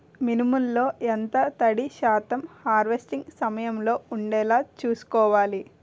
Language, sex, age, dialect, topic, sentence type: Telugu, female, 18-24, Utterandhra, agriculture, question